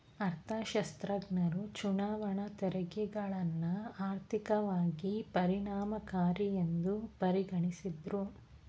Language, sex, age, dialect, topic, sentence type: Kannada, female, 31-35, Mysore Kannada, banking, statement